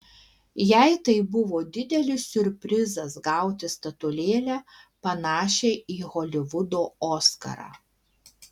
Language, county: Lithuanian, Alytus